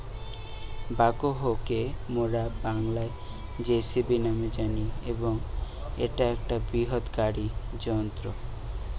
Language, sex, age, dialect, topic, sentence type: Bengali, male, 18-24, Western, agriculture, statement